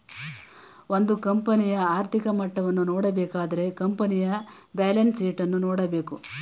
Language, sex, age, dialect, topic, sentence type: Kannada, female, 18-24, Mysore Kannada, banking, statement